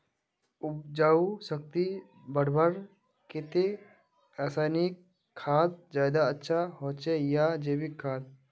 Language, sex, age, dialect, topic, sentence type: Magahi, male, 18-24, Northeastern/Surjapuri, agriculture, question